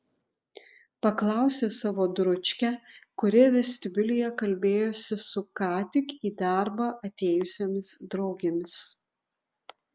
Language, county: Lithuanian, Utena